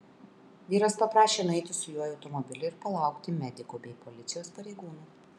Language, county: Lithuanian, Kaunas